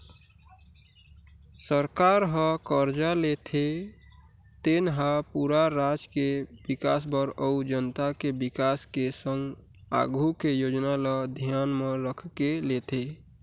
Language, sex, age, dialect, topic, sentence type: Chhattisgarhi, male, 41-45, Eastern, banking, statement